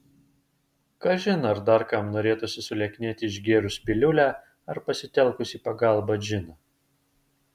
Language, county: Lithuanian, Vilnius